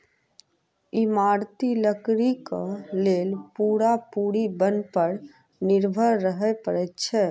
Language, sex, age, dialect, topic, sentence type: Maithili, female, 36-40, Southern/Standard, agriculture, statement